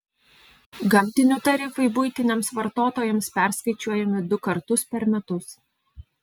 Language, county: Lithuanian, Alytus